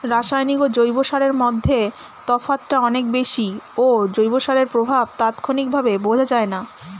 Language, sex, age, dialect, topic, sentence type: Bengali, female, 25-30, Standard Colloquial, agriculture, question